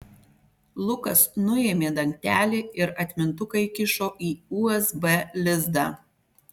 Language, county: Lithuanian, Panevėžys